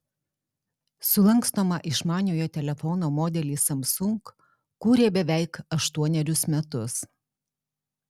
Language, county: Lithuanian, Alytus